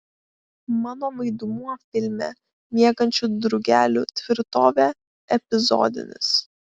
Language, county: Lithuanian, Klaipėda